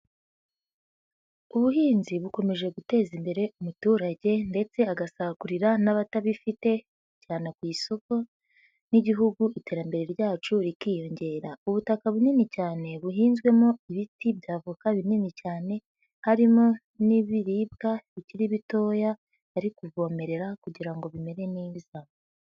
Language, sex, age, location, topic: Kinyarwanda, female, 50+, Nyagatare, agriculture